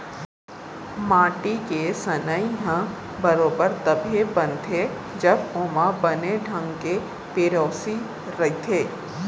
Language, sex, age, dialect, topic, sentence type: Chhattisgarhi, female, 18-24, Central, agriculture, statement